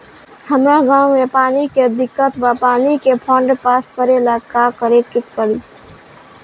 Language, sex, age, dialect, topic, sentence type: Bhojpuri, female, 18-24, Northern, banking, question